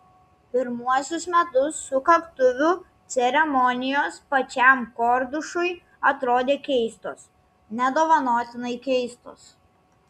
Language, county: Lithuanian, Klaipėda